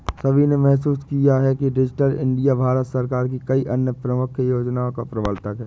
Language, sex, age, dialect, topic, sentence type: Hindi, male, 18-24, Awadhi Bundeli, banking, statement